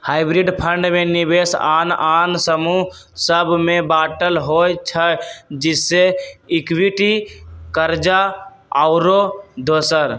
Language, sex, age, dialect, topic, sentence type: Magahi, male, 18-24, Western, banking, statement